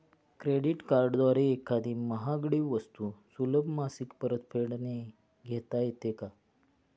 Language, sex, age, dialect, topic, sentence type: Marathi, male, 25-30, Standard Marathi, banking, question